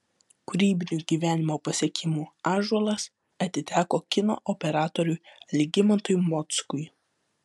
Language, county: Lithuanian, Vilnius